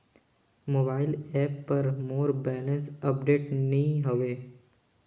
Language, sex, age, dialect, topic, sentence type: Chhattisgarhi, male, 18-24, Northern/Bhandar, banking, statement